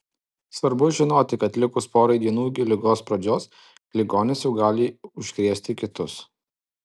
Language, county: Lithuanian, Alytus